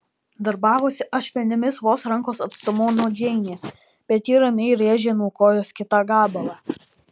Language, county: Lithuanian, Alytus